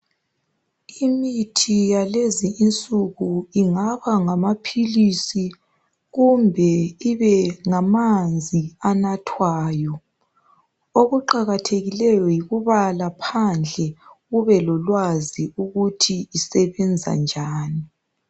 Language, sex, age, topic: North Ndebele, male, 18-24, health